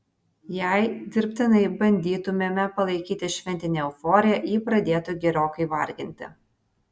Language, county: Lithuanian, Vilnius